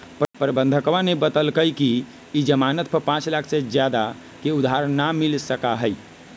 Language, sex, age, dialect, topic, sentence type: Magahi, male, 31-35, Western, banking, statement